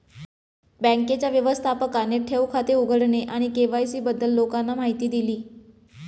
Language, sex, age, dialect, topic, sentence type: Marathi, female, 25-30, Standard Marathi, banking, statement